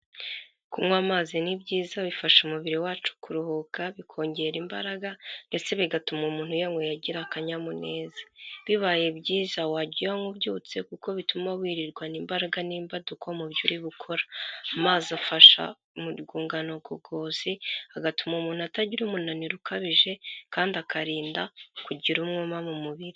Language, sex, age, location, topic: Kinyarwanda, female, 25-35, Kigali, health